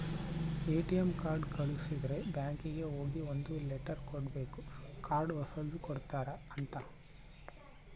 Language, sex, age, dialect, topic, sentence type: Kannada, male, 18-24, Central, banking, statement